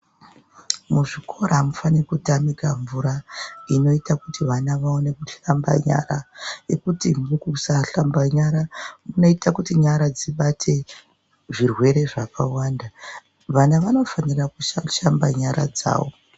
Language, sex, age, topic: Ndau, female, 36-49, health